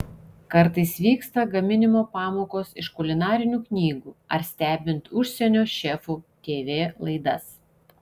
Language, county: Lithuanian, Šiauliai